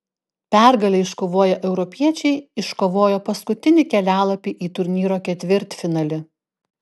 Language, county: Lithuanian, Klaipėda